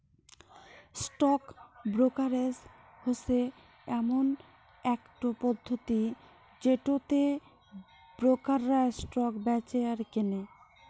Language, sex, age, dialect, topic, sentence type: Bengali, female, 25-30, Rajbangshi, banking, statement